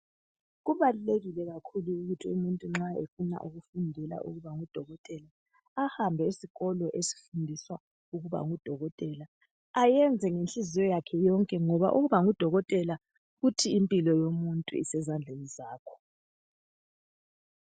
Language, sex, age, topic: North Ndebele, female, 36-49, health